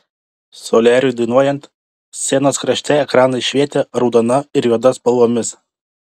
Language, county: Lithuanian, Panevėžys